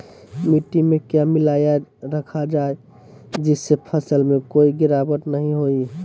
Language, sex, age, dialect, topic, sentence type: Magahi, male, 18-24, Southern, agriculture, question